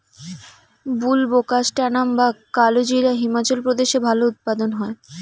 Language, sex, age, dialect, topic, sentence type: Bengali, female, 18-24, Rajbangshi, agriculture, question